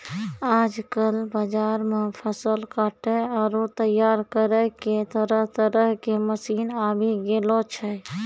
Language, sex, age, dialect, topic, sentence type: Maithili, female, 25-30, Angika, agriculture, statement